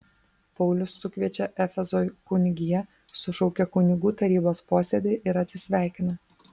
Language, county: Lithuanian, Vilnius